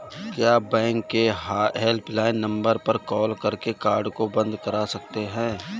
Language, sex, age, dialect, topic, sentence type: Hindi, male, 36-40, Awadhi Bundeli, banking, question